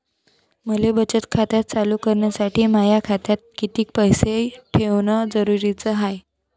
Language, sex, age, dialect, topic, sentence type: Marathi, female, 18-24, Varhadi, banking, question